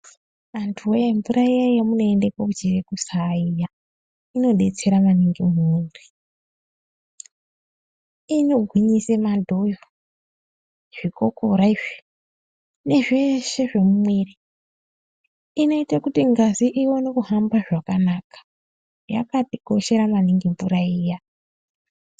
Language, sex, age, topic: Ndau, female, 25-35, health